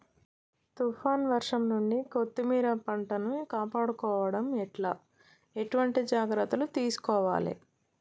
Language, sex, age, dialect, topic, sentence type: Telugu, female, 25-30, Telangana, agriculture, question